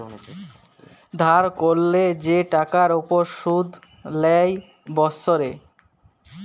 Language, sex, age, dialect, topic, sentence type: Bengali, male, 18-24, Jharkhandi, banking, statement